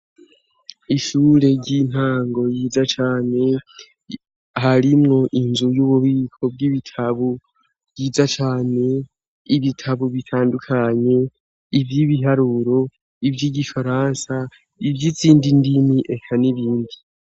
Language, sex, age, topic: Rundi, male, 18-24, education